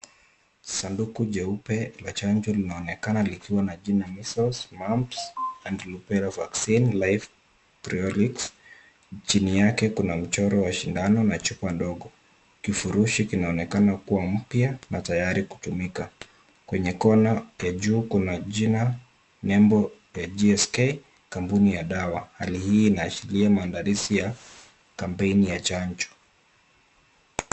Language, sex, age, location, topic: Swahili, male, 25-35, Kisumu, health